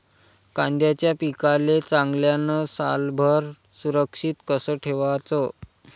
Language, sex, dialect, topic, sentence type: Marathi, male, Varhadi, agriculture, question